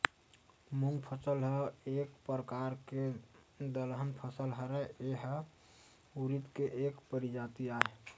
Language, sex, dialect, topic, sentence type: Chhattisgarhi, male, Western/Budati/Khatahi, agriculture, statement